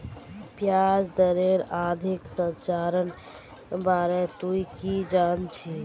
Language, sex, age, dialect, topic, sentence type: Magahi, female, 18-24, Northeastern/Surjapuri, banking, statement